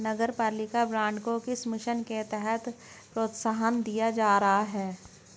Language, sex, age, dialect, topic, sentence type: Hindi, male, 56-60, Hindustani Malvi Khadi Boli, banking, statement